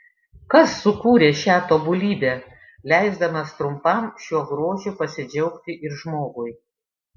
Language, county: Lithuanian, Šiauliai